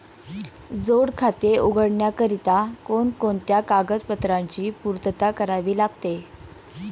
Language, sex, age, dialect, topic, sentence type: Marathi, female, 18-24, Standard Marathi, banking, question